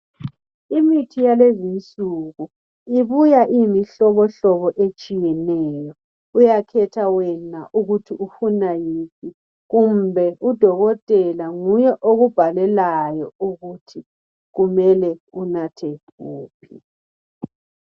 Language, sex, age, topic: North Ndebele, male, 18-24, health